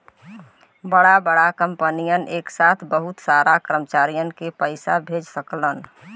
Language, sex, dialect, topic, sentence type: Bhojpuri, female, Western, banking, statement